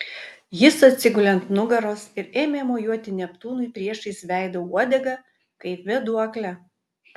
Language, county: Lithuanian, Utena